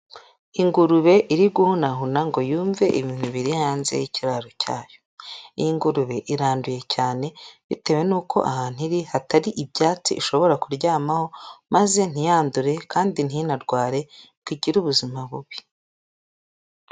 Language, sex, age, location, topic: Kinyarwanda, female, 25-35, Huye, agriculture